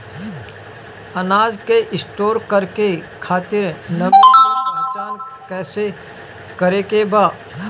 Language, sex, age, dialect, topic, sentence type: Bhojpuri, male, 18-24, Northern, agriculture, question